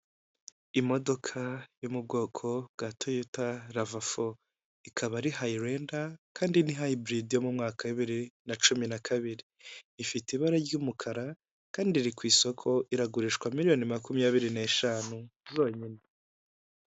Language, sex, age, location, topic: Kinyarwanda, male, 18-24, Kigali, finance